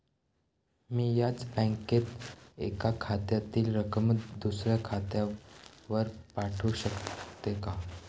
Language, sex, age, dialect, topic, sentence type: Marathi, male, <18, Standard Marathi, banking, question